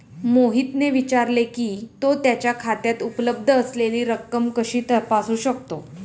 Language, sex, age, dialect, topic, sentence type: Marathi, female, 36-40, Standard Marathi, banking, statement